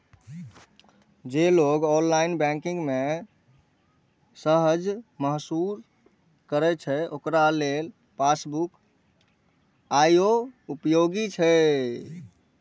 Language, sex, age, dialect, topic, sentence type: Maithili, male, 18-24, Eastern / Thethi, banking, statement